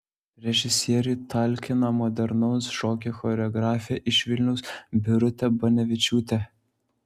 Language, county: Lithuanian, Klaipėda